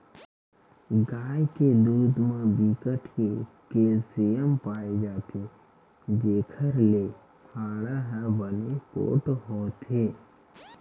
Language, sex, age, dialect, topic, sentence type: Chhattisgarhi, male, 18-24, Western/Budati/Khatahi, agriculture, statement